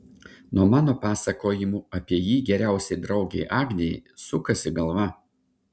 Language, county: Lithuanian, Šiauliai